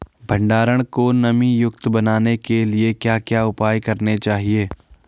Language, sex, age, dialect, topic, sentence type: Hindi, male, 41-45, Garhwali, agriculture, question